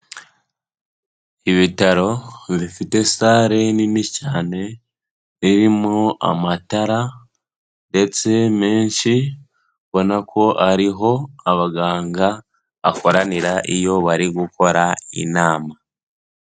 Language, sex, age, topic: Kinyarwanda, male, 18-24, health